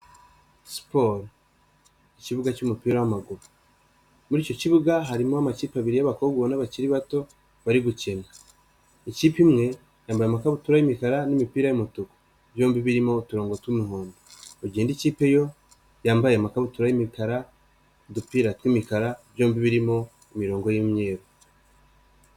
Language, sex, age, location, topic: Kinyarwanda, male, 25-35, Nyagatare, government